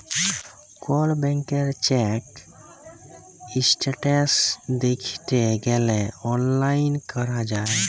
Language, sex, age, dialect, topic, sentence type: Bengali, male, 18-24, Jharkhandi, banking, statement